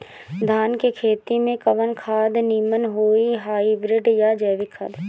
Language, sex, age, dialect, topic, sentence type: Bhojpuri, female, 18-24, Northern, agriculture, question